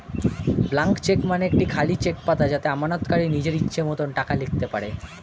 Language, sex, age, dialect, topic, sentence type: Bengali, male, 18-24, Standard Colloquial, banking, statement